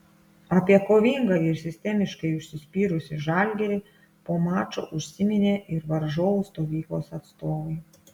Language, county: Lithuanian, Klaipėda